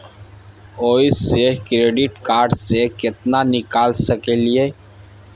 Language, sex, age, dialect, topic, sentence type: Maithili, male, 31-35, Bajjika, banking, question